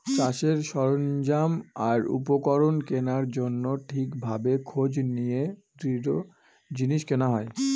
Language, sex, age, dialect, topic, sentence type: Bengali, female, 36-40, Northern/Varendri, agriculture, statement